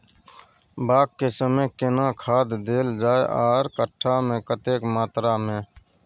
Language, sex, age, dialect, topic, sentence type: Maithili, male, 46-50, Bajjika, agriculture, question